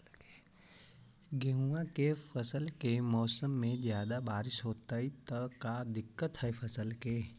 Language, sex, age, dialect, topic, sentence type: Magahi, male, 18-24, Central/Standard, agriculture, question